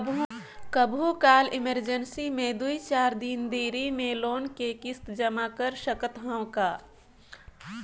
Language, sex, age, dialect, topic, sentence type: Chhattisgarhi, female, 25-30, Northern/Bhandar, banking, question